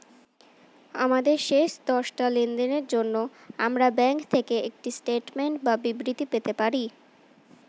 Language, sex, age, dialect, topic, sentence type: Bengali, female, 18-24, Standard Colloquial, banking, statement